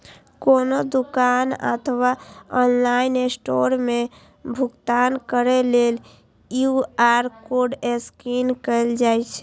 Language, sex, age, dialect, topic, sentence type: Maithili, female, 18-24, Eastern / Thethi, banking, statement